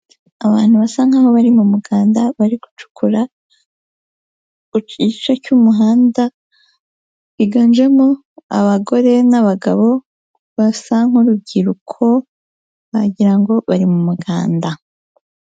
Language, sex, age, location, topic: Kinyarwanda, female, 18-24, Huye, agriculture